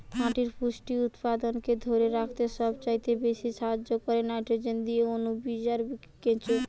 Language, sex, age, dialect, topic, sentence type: Bengali, female, 18-24, Western, agriculture, statement